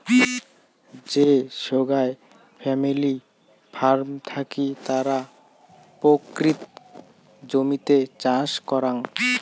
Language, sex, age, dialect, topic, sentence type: Bengali, male, 18-24, Rajbangshi, agriculture, statement